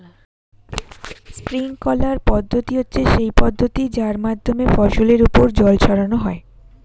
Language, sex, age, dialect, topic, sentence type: Bengali, female, 25-30, Standard Colloquial, agriculture, statement